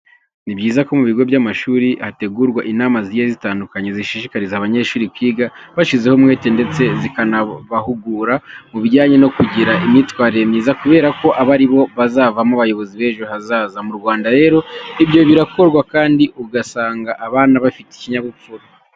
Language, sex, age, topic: Kinyarwanda, male, 25-35, education